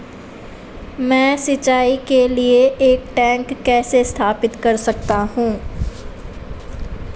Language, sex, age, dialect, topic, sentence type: Hindi, female, 18-24, Marwari Dhudhari, agriculture, question